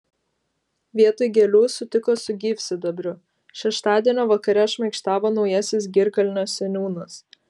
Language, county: Lithuanian, Vilnius